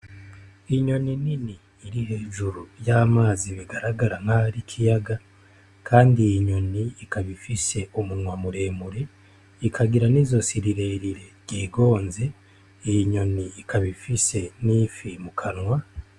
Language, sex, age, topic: Rundi, male, 25-35, agriculture